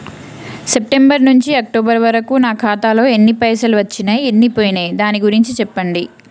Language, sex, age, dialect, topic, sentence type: Telugu, female, 31-35, Telangana, banking, question